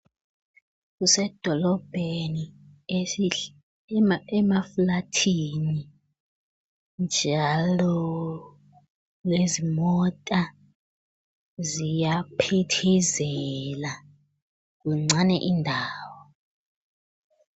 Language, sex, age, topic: North Ndebele, female, 36-49, health